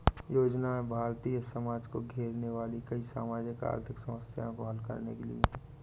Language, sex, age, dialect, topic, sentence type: Hindi, male, 18-24, Awadhi Bundeli, banking, statement